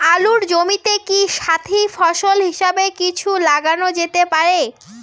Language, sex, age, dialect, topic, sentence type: Bengali, female, 18-24, Rajbangshi, agriculture, question